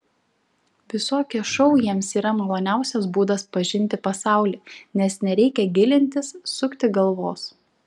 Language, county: Lithuanian, Šiauliai